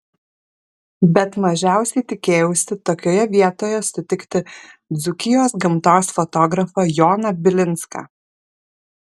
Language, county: Lithuanian, Kaunas